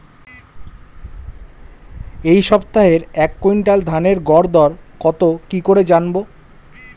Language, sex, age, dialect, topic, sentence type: Bengali, male, 25-30, Standard Colloquial, agriculture, question